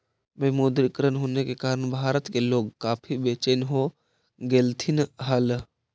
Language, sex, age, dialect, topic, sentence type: Magahi, male, 18-24, Central/Standard, banking, statement